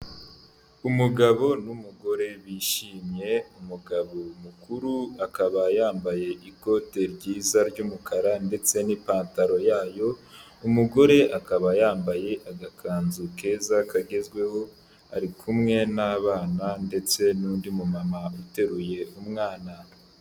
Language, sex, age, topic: Kinyarwanda, male, 18-24, health